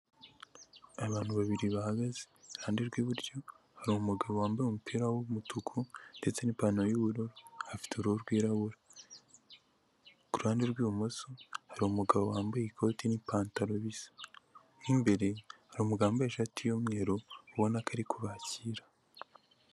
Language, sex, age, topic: Kinyarwanda, female, 18-24, finance